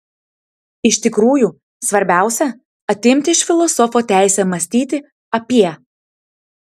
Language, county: Lithuanian, Tauragė